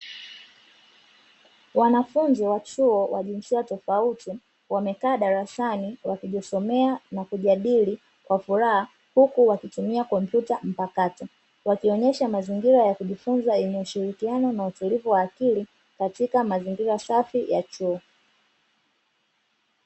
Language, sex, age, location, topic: Swahili, female, 25-35, Dar es Salaam, education